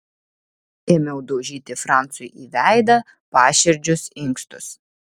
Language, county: Lithuanian, Vilnius